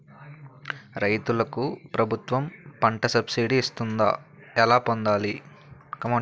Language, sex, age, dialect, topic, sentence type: Telugu, male, 18-24, Utterandhra, agriculture, question